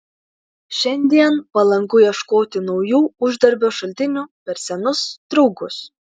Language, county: Lithuanian, Klaipėda